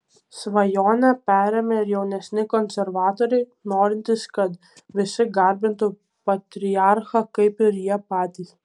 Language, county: Lithuanian, Kaunas